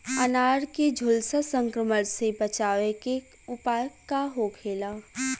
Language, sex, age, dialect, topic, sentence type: Bhojpuri, female, 18-24, Western, agriculture, question